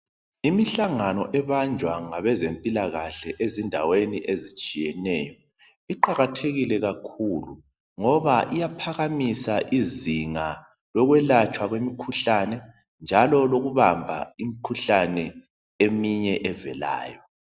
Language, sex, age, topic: North Ndebele, male, 36-49, health